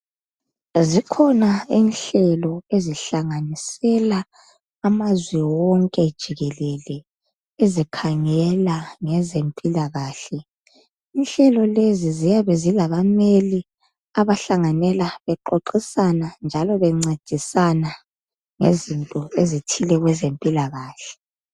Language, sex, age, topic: North Ndebele, female, 25-35, health